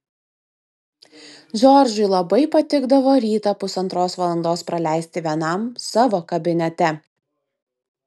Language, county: Lithuanian, Vilnius